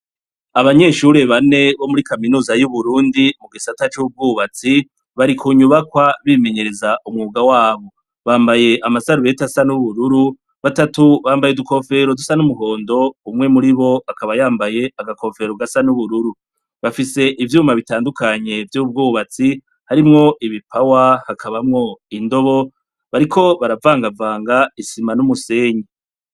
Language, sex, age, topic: Rundi, male, 36-49, education